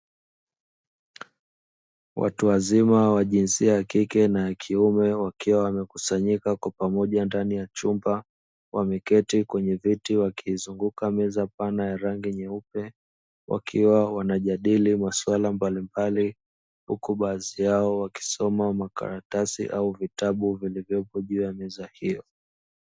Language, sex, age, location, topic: Swahili, male, 25-35, Dar es Salaam, education